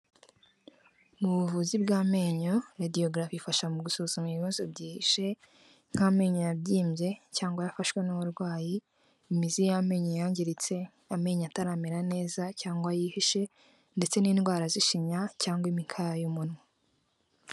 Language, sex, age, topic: Kinyarwanda, female, 18-24, health